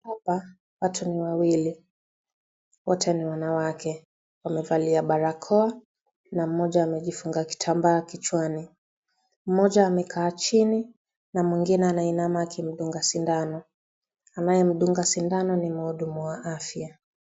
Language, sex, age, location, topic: Swahili, female, 25-35, Kisii, health